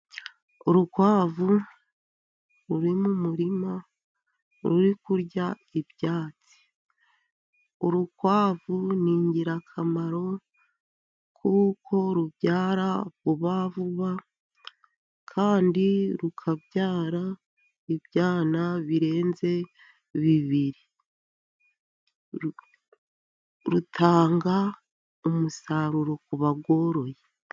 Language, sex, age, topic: Kinyarwanda, female, 50+, agriculture